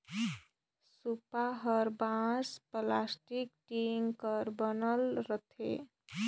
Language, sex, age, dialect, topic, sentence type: Chhattisgarhi, female, 25-30, Northern/Bhandar, agriculture, statement